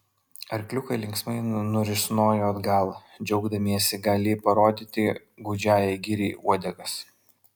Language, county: Lithuanian, Vilnius